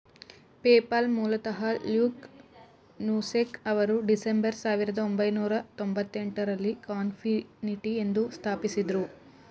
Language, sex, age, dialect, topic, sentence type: Kannada, male, 36-40, Mysore Kannada, banking, statement